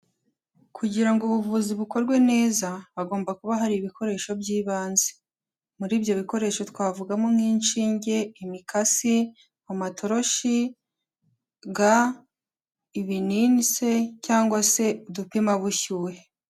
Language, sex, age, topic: Kinyarwanda, female, 18-24, health